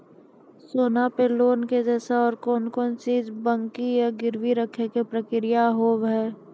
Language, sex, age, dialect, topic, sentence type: Maithili, female, 25-30, Angika, banking, question